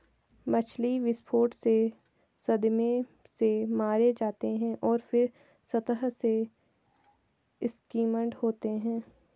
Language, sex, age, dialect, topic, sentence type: Hindi, female, 18-24, Hindustani Malvi Khadi Boli, agriculture, statement